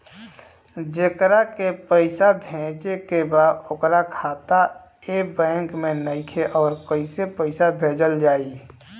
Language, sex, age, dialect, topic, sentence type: Bhojpuri, male, 31-35, Southern / Standard, banking, question